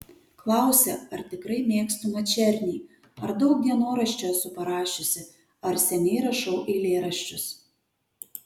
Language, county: Lithuanian, Kaunas